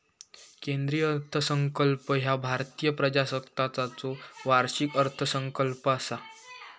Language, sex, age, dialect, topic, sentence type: Marathi, male, 18-24, Southern Konkan, banking, statement